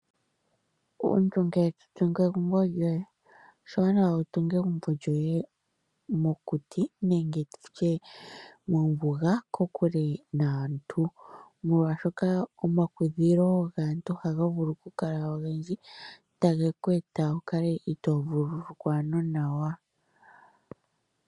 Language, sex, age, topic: Oshiwambo, female, 25-35, agriculture